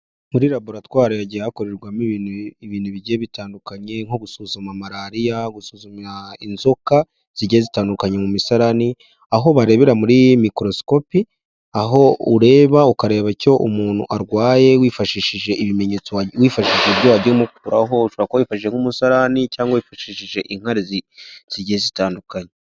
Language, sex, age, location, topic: Kinyarwanda, male, 18-24, Huye, education